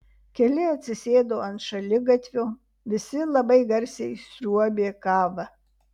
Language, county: Lithuanian, Vilnius